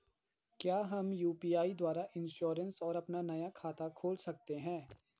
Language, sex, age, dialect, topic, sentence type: Hindi, male, 51-55, Garhwali, banking, question